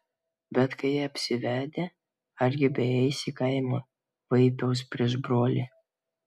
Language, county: Lithuanian, Vilnius